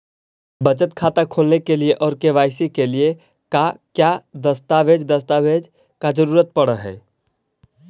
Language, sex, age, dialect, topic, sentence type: Magahi, male, 18-24, Central/Standard, banking, question